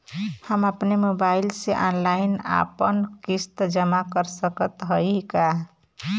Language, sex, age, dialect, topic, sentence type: Bhojpuri, female, 25-30, Western, banking, question